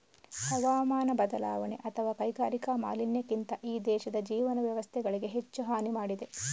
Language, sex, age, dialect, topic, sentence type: Kannada, female, 31-35, Coastal/Dakshin, agriculture, statement